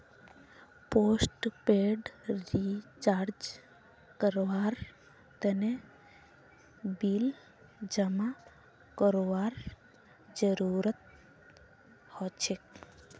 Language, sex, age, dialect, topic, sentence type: Magahi, female, 18-24, Northeastern/Surjapuri, banking, statement